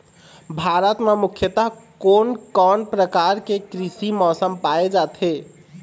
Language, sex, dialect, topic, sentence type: Chhattisgarhi, male, Eastern, agriculture, question